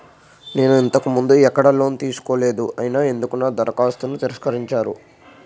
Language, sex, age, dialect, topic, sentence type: Telugu, male, 51-55, Utterandhra, banking, question